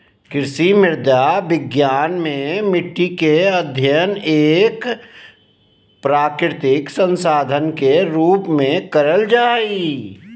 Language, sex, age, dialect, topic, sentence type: Magahi, male, 36-40, Southern, agriculture, statement